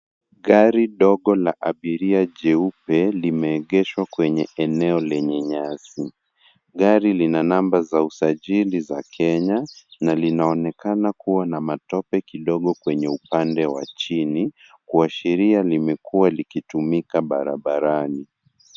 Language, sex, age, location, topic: Swahili, male, 18-24, Nairobi, finance